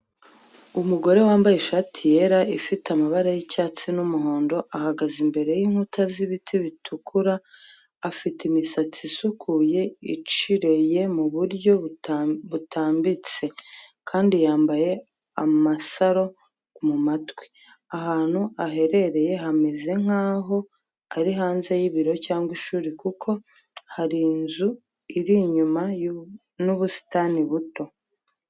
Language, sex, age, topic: Kinyarwanda, female, 25-35, education